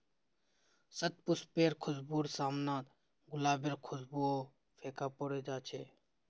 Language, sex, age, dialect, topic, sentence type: Magahi, male, 18-24, Northeastern/Surjapuri, agriculture, statement